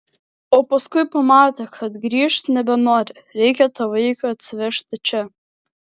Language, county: Lithuanian, Vilnius